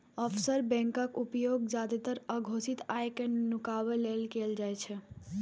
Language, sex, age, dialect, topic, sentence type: Maithili, female, 18-24, Eastern / Thethi, banking, statement